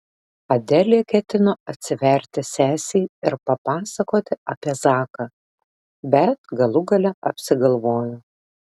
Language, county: Lithuanian, Šiauliai